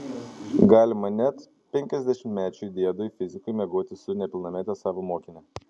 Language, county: Lithuanian, Panevėžys